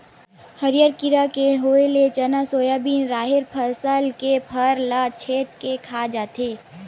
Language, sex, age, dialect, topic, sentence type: Chhattisgarhi, female, 60-100, Western/Budati/Khatahi, agriculture, statement